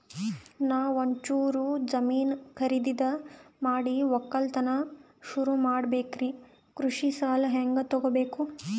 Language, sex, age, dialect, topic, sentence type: Kannada, female, 18-24, Northeastern, banking, question